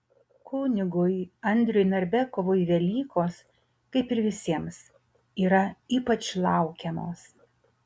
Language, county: Lithuanian, Utena